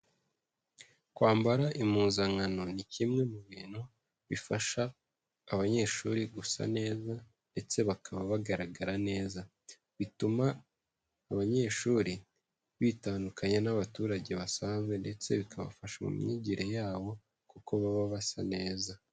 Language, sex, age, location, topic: Kinyarwanda, male, 25-35, Huye, education